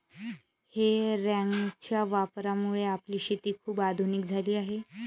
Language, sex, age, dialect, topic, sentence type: Marathi, female, 31-35, Varhadi, agriculture, statement